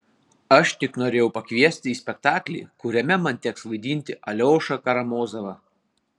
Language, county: Lithuanian, Panevėžys